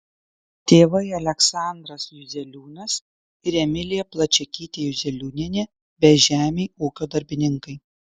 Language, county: Lithuanian, Kaunas